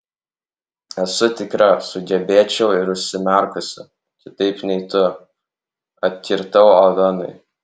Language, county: Lithuanian, Alytus